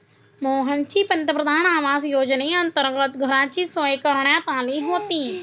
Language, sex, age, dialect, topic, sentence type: Marathi, female, 60-100, Standard Marathi, banking, statement